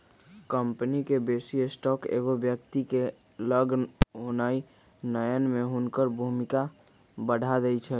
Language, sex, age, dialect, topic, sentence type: Magahi, male, 31-35, Western, banking, statement